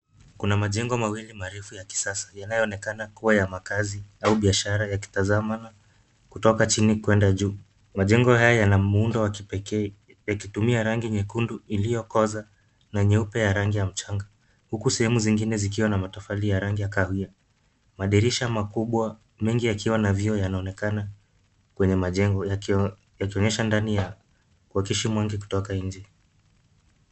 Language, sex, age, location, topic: Swahili, male, 25-35, Nairobi, finance